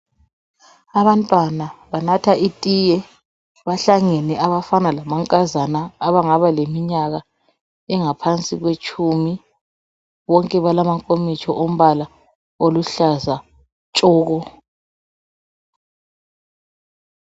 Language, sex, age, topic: North Ndebele, female, 25-35, education